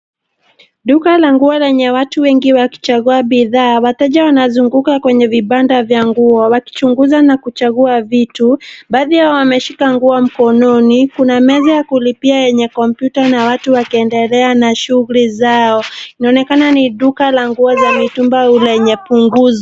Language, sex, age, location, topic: Swahili, female, 18-24, Nairobi, finance